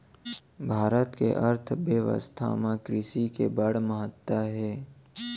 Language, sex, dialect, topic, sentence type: Chhattisgarhi, male, Central, agriculture, statement